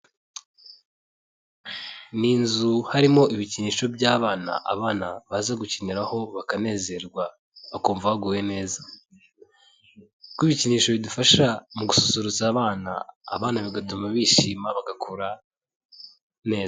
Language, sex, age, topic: Kinyarwanda, male, 18-24, health